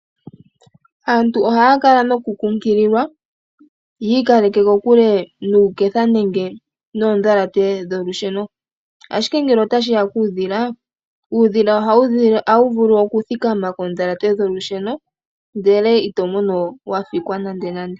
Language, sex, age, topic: Oshiwambo, female, 18-24, agriculture